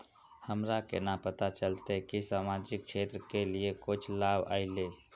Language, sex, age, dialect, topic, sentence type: Magahi, male, 18-24, Northeastern/Surjapuri, banking, question